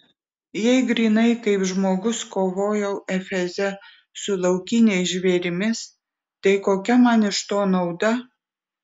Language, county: Lithuanian, Vilnius